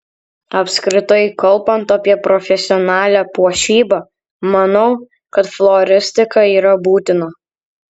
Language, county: Lithuanian, Kaunas